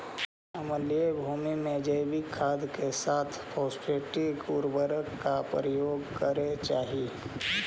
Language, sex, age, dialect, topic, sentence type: Magahi, male, 36-40, Central/Standard, banking, statement